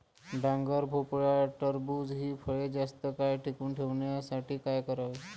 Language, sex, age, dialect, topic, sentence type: Marathi, male, 25-30, Northern Konkan, agriculture, question